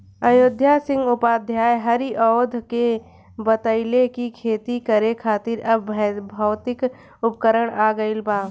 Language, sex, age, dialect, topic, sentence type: Bhojpuri, female, 25-30, Southern / Standard, agriculture, question